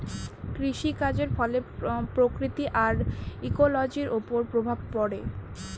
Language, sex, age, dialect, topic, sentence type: Bengali, female, 18-24, Northern/Varendri, agriculture, statement